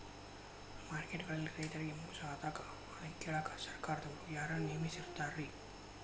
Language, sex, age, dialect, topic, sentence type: Kannada, male, 25-30, Dharwad Kannada, agriculture, question